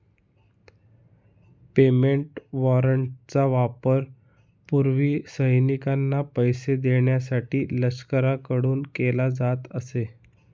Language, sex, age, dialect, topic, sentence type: Marathi, male, 31-35, Northern Konkan, banking, statement